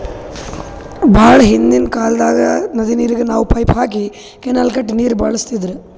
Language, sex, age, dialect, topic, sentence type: Kannada, male, 60-100, Northeastern, agriculture, statement